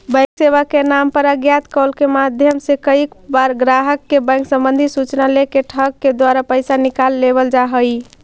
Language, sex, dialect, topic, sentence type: Magahi, female, Central/Standard, banking, statement